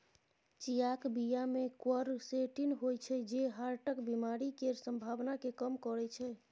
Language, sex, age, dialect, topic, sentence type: Maithili, female, 31-35, Bajjika, agriculture, statement